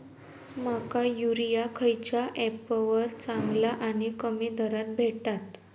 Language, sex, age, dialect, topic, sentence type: Marathi, female, 18-24, Southern Konkan, agriculture, question